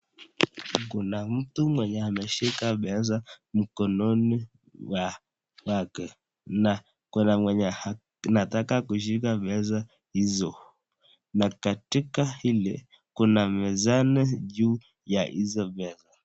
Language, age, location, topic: Swahili, 25-35, Nakuru, finance